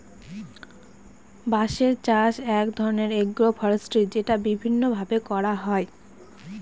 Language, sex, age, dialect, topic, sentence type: Bengali, female, 18-24, Northern/Varendri, agriculture, statement